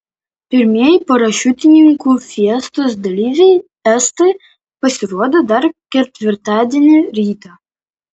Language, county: Lithuanian, Vilnius